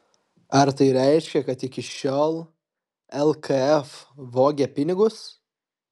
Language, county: Lithuanian, Kaunas